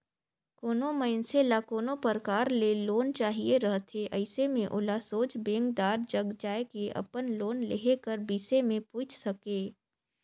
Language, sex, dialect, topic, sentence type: Chhattisgarhi, female, Northern/Bhandar, banking, statement